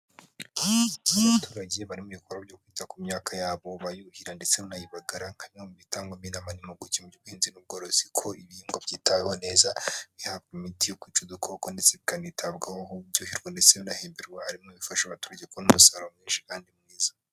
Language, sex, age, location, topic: Kinyarwanda, male, 25-35, Huye, agriculture